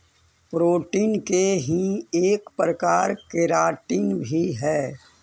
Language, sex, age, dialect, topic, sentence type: Magahi, male, 41-45, Central/Standard, agriculture, statement